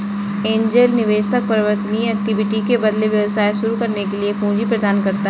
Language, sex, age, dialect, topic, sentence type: Hindi, female, 31-35, Kanauji Braj Bhasha, banking, statement